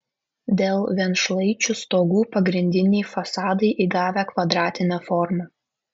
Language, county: Lithuanian, Kaunas